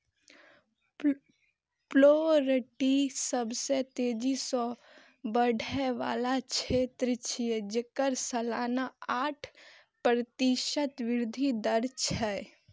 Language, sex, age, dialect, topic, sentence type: Maithili, female, 18-24, Eastern / Thethi, agriculture, statement